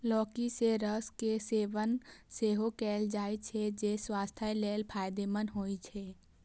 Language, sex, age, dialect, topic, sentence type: Maithili, female, 18-24, Eastern / Thethi, agriculture, statement